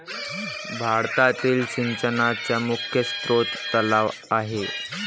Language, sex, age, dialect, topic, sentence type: Marathi, male, 18-24, Varhadi, agriculture, statement